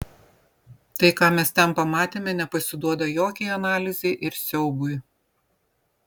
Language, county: Lithuanian, Vilnius